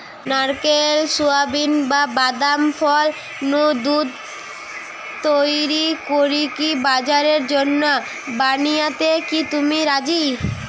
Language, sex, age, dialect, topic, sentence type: Bengali, female, 18-24, Western, agriculture, statement